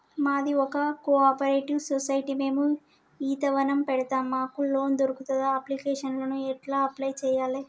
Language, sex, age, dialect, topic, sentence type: Telugu, male, 18-24, Telangana, banking, question